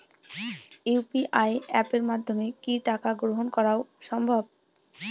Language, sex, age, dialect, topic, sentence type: Bengali, female, 18-24, Northern/Varendri, banking, question